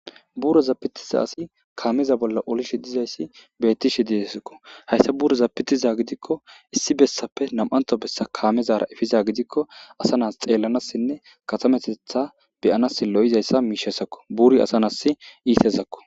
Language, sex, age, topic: Gamo, male, 25-35, government